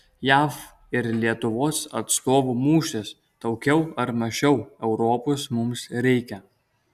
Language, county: Lithuanian, Kaunas